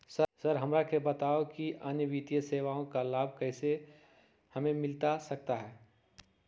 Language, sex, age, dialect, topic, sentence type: Magahi, female, 46-50, Southern, banking, question